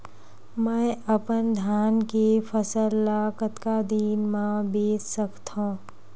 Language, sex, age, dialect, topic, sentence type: Chhattisgarhi, female, 18-24, Western/Budati/Khatahi, agriculture, question